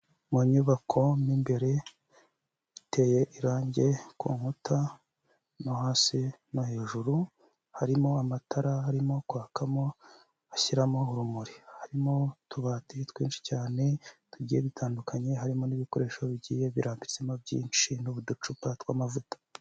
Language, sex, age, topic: Kinyarwanda, male, 25-35, health